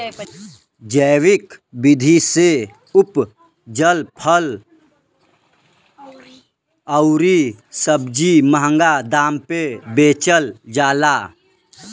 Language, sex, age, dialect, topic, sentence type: Bhojpuri, male, 25-30, Western, agriculture, statement